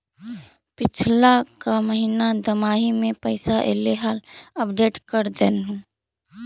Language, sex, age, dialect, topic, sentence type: Magahi, female, 46-50, Central/Standard, banking, question